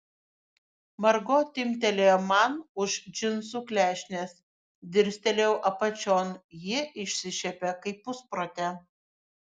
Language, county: Lithuanian, Šiauliai